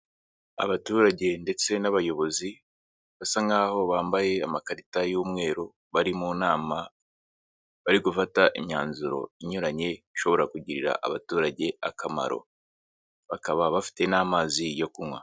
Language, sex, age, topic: Kinyarwanda, male, 25-35, government